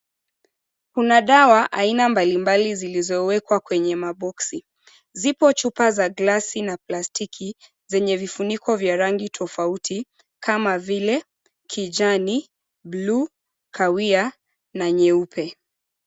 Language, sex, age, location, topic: Swahili, female, 25-35, Mombasa, health